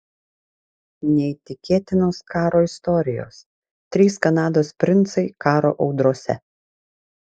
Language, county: Lithuanian, Vilnius